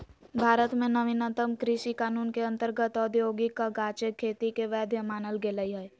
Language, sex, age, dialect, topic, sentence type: Magahi, female, 56-60, Western, agriculture, statement